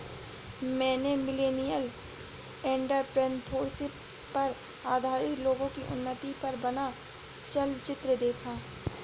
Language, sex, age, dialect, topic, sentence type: Hindi, female, 60-100, Awadhi Bundeli, banking, statement